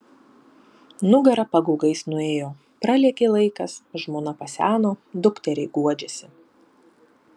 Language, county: Lithuanian, Panevėžys